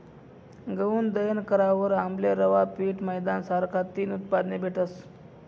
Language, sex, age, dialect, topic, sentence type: Marathi, male, 18-24, Northern Konkan, agriculture, statement